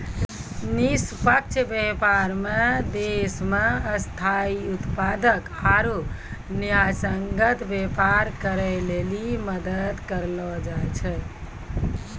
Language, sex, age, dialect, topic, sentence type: Maithili, male, 60-100, Angika, banking, statement